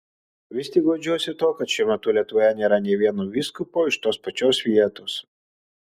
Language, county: Lithuanian, Kaunas